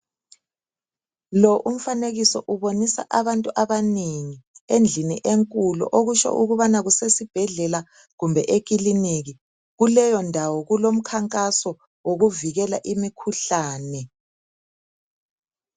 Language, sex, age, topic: North Ndebele, male, 50+, health